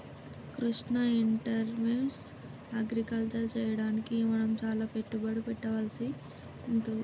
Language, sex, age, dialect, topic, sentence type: Telugu, male, 31-35, Telangana, agriculture, statement